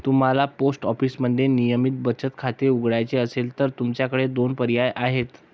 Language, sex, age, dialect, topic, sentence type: Marathi, male, 25-30, Varhadi, banking, statement